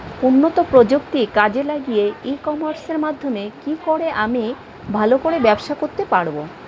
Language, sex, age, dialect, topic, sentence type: Bengali, female, 36-40, Standard Colloquial, agriculture, question